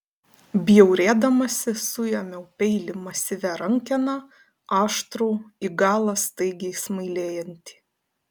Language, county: Lithuanian, Panevėžys